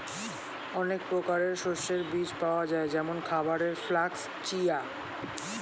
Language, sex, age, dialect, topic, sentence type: Bengali, male, 18-24, Standard Colloquial, agriculture, statement